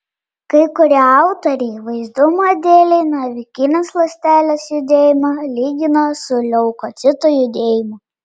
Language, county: Lithuanian, Panevėžys